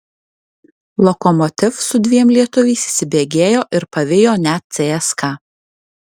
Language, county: Lithuanian, Alytus